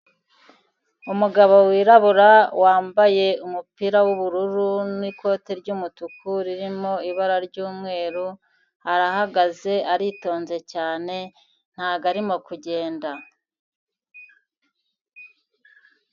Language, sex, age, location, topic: Kinyarwanda, female, 50+, Kigali, government